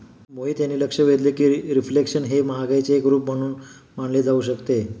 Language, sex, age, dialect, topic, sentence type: Marathi, male, 56-60, Standard Marathi, banking, statement